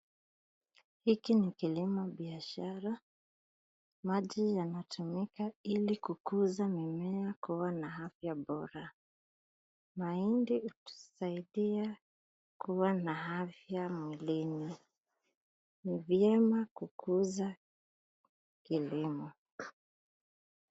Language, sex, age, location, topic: Swahili, female, 25-35, Nairobi, agriculture